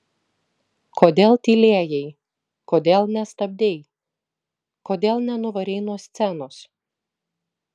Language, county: Lithuanian, Vilnius